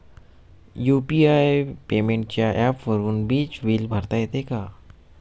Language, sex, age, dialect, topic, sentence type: Marathi, male, 25-30, Standard Marathi, banking, question